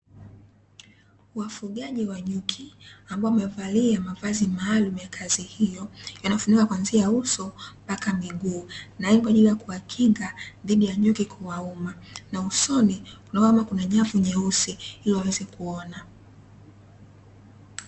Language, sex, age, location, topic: Swahili, female, 25-35, Dar es Salaam, agriculture